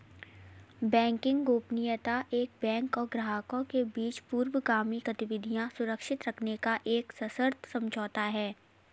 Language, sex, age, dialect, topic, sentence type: Hindi, female, 60-100, Kanauji Braj Bhasha, banking, statement